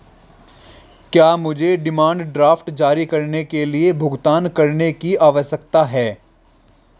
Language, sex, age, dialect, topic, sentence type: Hindi, male, 18-24, Marwari Dhudhari, banking, question